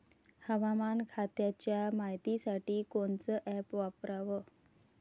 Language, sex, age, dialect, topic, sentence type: Marathi, female, 36-40, Varhadi, agriculture, question